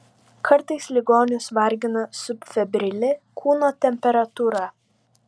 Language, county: Lithuanian, Vilnius